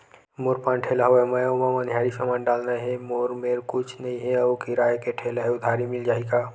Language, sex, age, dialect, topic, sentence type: Chhattisgarhi, male, 25-30, Western/Budati/Khatahi, banking, question